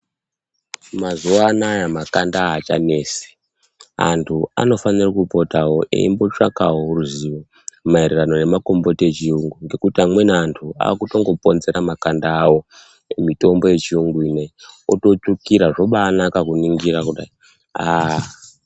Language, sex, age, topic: Ndau, male, 25-35, health